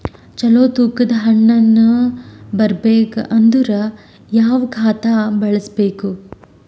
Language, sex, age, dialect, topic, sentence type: Kannada, female, 18-24, Northeastern, agriculture, question